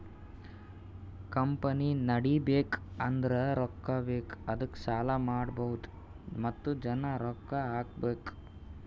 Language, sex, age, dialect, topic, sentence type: Kannada, male, 18-24, Northeastern, banking, statement